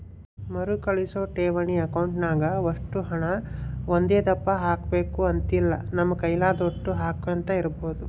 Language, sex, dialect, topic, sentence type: Kannada, male, Central, banking, statement